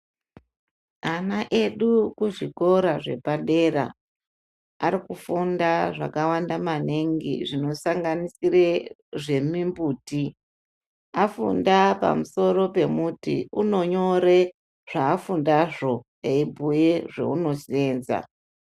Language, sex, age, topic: Ndau, female, 36-49, education